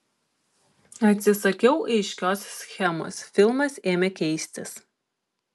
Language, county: Lithuanian, Klaipėda